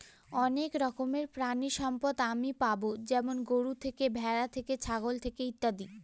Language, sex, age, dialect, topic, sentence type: Bengali, female, <18, Northern/Varendri, agriculture, statement